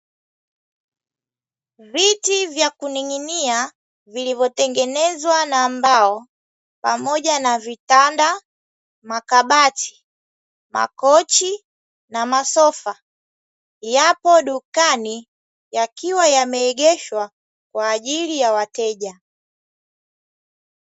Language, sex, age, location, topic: Swahili, female, 25-35, Dar es Salaam, finance